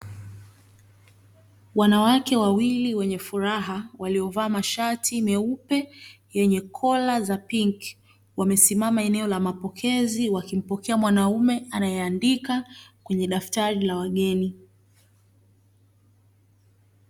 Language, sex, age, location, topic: Swahili, female, 25-35, Dar es Salaam, finance